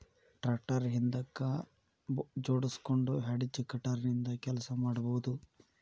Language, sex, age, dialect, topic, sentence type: Kannada, male, 18-24, Dharwad Kannada, agriculture, statement